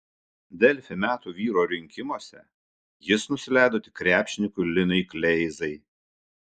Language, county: Lithuanian, Šiauliai